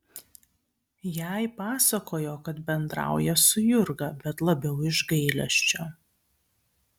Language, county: Lithuanian, Kaunas